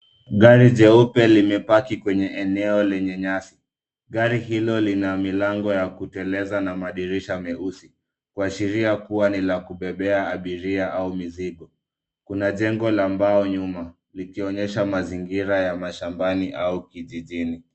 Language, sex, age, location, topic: Swahili, male, 25-35, Nairobi, finance